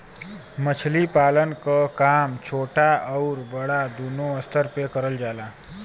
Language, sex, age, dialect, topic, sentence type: Bhojpuri, male, 25-30, Western, agriculture, statement